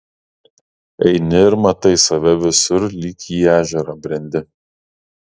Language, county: Lithuanian, Kaunas